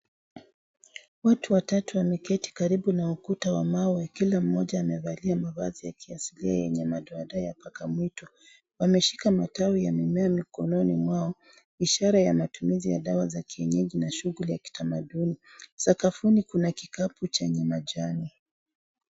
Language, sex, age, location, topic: Swahili, female, 36-49, Kisii, health